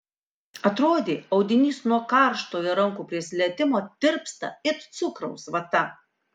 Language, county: Lithuanian, Kaunas